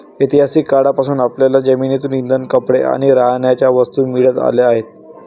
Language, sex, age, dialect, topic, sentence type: Marathi, male, 18-24, Varhadi, agriculture, statement